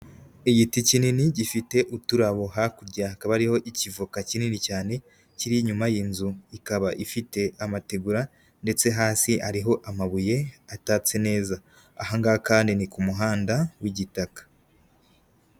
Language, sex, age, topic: Kinyarwanda, female, 18-24, agriculture